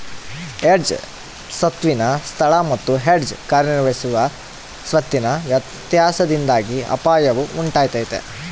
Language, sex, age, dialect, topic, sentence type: Kannada, female, 18-24, Central, banking, statement